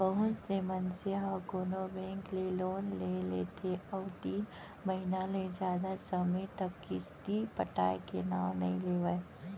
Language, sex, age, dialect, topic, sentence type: Chhattisgarhi, female, 25-30, Central, banking, statement